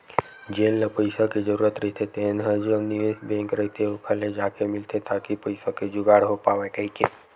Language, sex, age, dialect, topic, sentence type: Chhattisgarhi, male, 56-60, Western/Budati/Khatahi, banking, statement